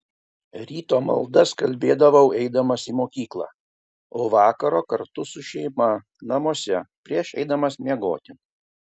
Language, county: Lithuanian, Kaunas